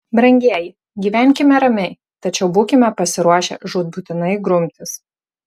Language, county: Lithuanian, Marijampolė